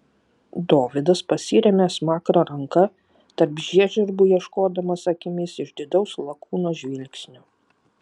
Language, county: Lithuanian, Vilnius